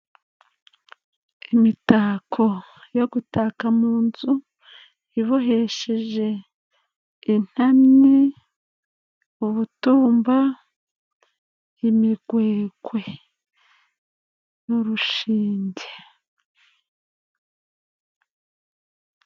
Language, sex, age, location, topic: Kinyarwanda, female, 36-49, Kigali, finance